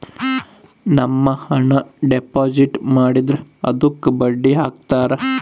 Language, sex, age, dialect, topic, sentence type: Kannada, male, 25-30, Central, banking, statement